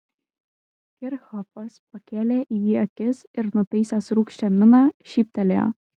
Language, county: Lithuanian, Kaunas